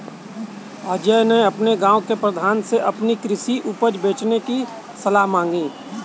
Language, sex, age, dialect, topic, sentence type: Hindi, male, 31-35, Kanauji Braj Bhasha, agriculture, statement